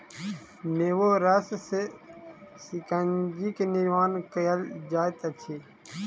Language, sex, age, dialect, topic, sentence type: Maithili, male, 25-30, Southern/Standard, agriculture, statement